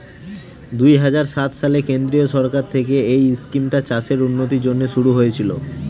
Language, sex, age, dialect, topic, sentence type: Bengali, male, 18-24, Northern/Varendri, agriculture, statement